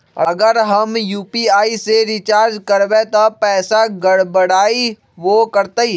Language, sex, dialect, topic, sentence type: Magahi, male, Western, banking, question